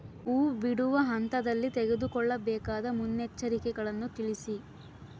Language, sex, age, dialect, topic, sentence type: Kannada, female, 18-24, Central, agriculture, question